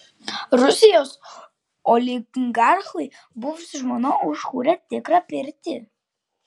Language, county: Lithuanian, Klaipėda